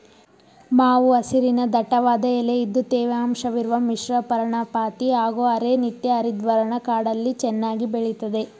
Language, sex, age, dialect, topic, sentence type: Kannada, female, 18-24, Mysore Kannada, agriculture, statement